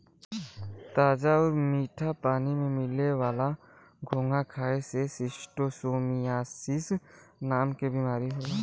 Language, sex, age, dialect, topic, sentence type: Bhojpuri, male, 18-24, Western, agriculture, statement